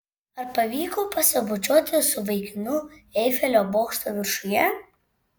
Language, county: Lithuanian, Šiauliai